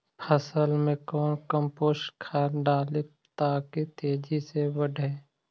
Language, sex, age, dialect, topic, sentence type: Magahi, male, 18-24, Central/Standard, agriculture, question